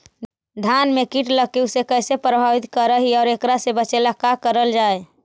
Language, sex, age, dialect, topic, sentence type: Magahi, male, 60-100, Central/Standard, agriculture, question